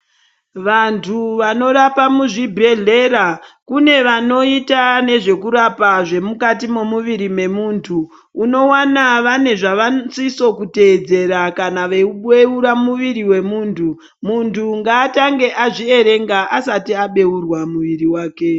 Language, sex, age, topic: Ndau, male, 18-24, health